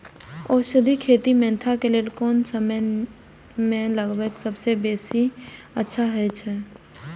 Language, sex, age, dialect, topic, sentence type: Maithili, female, 18-24, Eastern / Thethi, agriculture, question